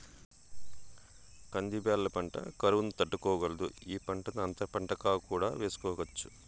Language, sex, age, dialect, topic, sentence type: Telugu, male, 41-45, Southern, agriculture, statement